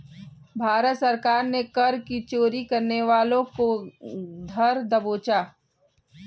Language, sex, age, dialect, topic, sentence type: Hindi, female, 18-24, Kanauji Braj Bhasha, banking, statement